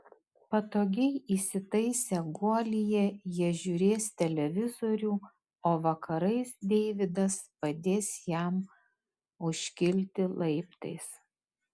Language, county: Lithuanian, Kaunas